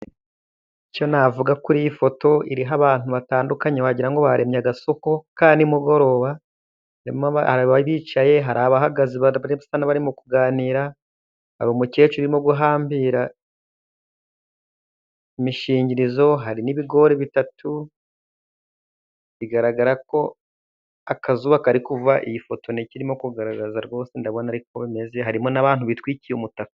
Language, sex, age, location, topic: Kinyarwanda, male, 25-35, Musanze, finance